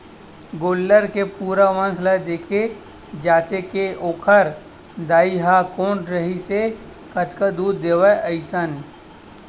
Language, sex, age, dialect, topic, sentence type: Chhattisgarhi, male, 18-24, Western/Budati/Khatahi, agriculture, statement